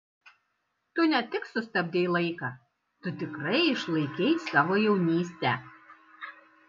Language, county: Lithuanian, Kaunas